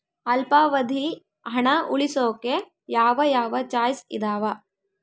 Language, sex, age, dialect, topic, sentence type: Kannada, female, 18-24, Central, banking, question